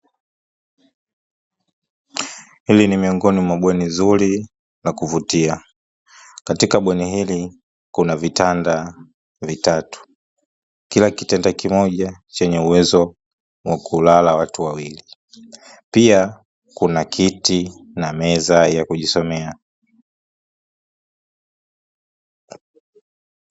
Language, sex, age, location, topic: Swahili, male, 25-35, Dar es Salaam, education